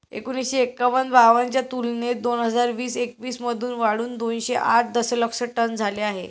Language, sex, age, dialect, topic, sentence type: Marathi, female, 18-24, Standard Marathi, agriculture, statement